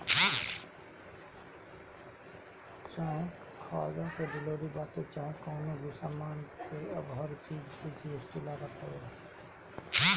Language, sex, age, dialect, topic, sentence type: Bhojpuri, male, 36-40, Northern, banking, statement